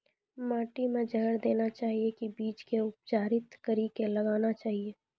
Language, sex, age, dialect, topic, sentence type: Maithili, female, 25-30, Angika, agriculture, question